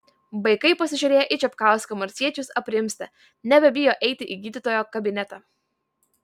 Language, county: Lithuanian, Vilnius